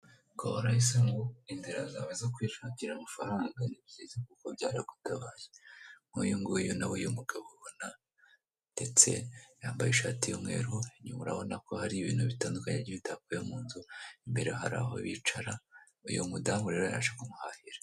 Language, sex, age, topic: Kinyarwanda, female, 25-35, finance